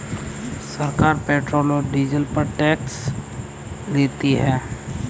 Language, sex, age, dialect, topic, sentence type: Hindi, male, 25-30, Kanauji Braj Bhasha, banking, statement